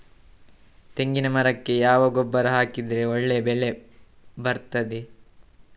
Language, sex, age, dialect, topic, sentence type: Kannada, male, 31-35, Coastal/Dakshin, agriculture, question